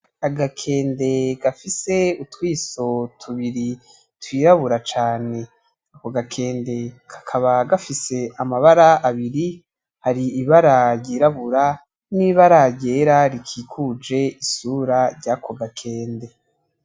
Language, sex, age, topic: Rundi, male, 18-24, agriculture